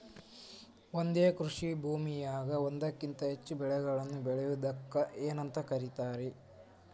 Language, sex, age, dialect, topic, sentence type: Kannada, male, 18-24, Dharwad Kannada, agriculture, question